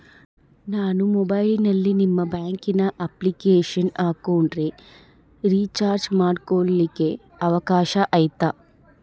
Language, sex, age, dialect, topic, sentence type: Kannada, female, 25-30, Central, banking, question